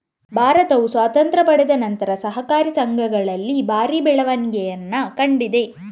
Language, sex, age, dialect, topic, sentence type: Kannada, female, 18-24, Coastal/Dakshin, agriculture, statement